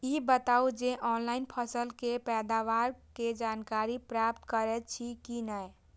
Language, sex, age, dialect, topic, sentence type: Maithili, female, 18-24, Eastern / Thethi, agriculture, question